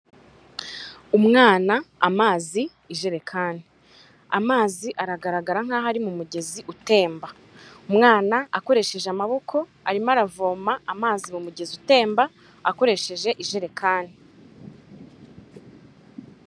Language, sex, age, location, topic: Kinyarwanda, female, 25-35, Kigali, health